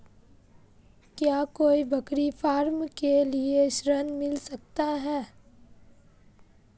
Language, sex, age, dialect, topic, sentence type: Hindi, female, 18-24, Marwari Dhudhari, banking, question